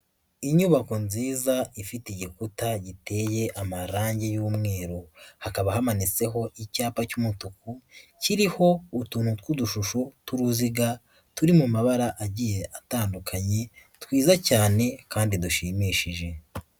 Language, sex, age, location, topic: Kinyarwanda, female, 50+, Nyagatare, education